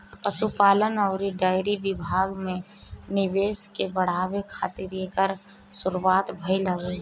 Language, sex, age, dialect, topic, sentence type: Bhojpuri, female, 25-30, Northern, agriculture, statement